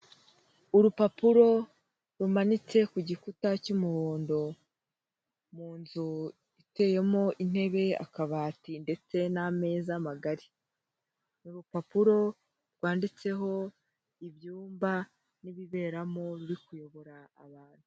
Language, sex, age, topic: Kinyarwanda, female, 18-24, education